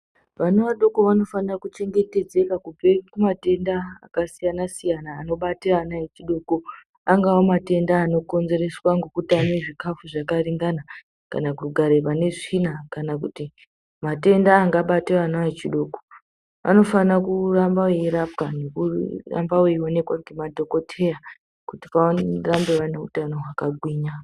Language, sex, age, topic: Ndau, female, 18-24, health